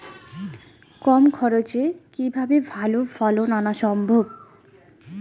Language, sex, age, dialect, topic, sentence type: Bengali, female, 18-24, Rajbangshi, agriculture, question